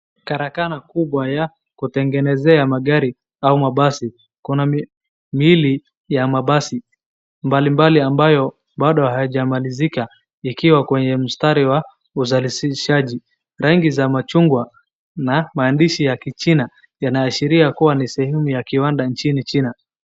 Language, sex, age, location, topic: Swahili, male, 25-35, Wajir, finance